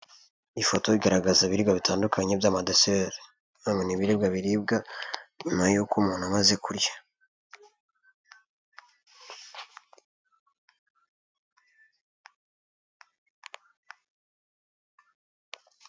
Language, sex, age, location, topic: Kinyarwanda, male, 25-35, Nyagatare, health